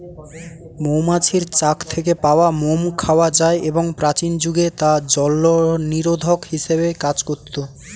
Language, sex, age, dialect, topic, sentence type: Bengali, male, 18-24, Standard Colloquial, agriculture, statement